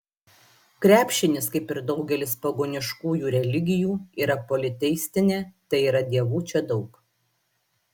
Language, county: Lithuanian, Klaipėda